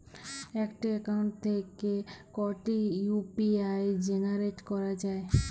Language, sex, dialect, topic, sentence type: Bengali, female, Jharkhandi, banking, question